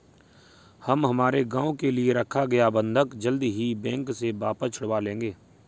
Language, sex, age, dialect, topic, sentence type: Hindi, male, 56-60, Kanauji Braj Bhasha, banking, statement